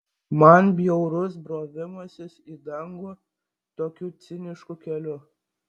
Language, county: Lithuanian, Vilnius